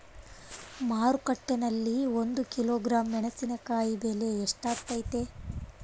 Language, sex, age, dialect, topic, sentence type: Kannada, male, 25-30, Central, agriculture, question